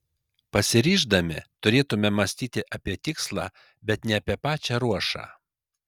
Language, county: Lithuanian, Kaunas